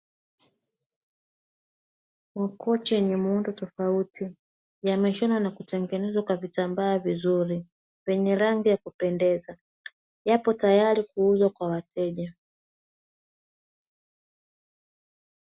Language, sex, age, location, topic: Swahili, female, 25-35, Dar es Salaam, finance